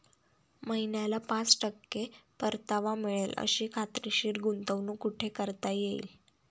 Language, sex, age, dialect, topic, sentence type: Marathi, female, 31-35, Standard Marathi, banking, question